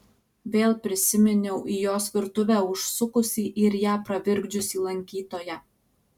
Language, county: Lithuanian, Alytus